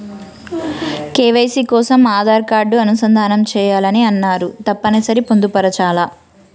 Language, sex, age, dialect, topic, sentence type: Telugu, female, 31-35, Telangana, banking, question